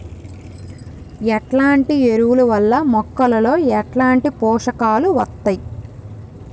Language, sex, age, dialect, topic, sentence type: Telugu, female, 25-30, Telangana, agriculture, question